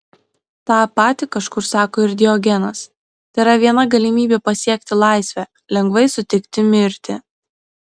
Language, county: Lithuanian, Klaipėda